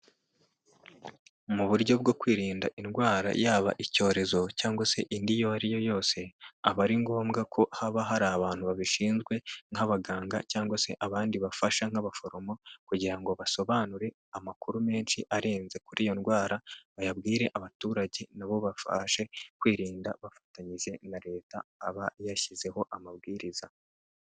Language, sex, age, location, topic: Kinyarwanda, male, 18-24, Kigali, health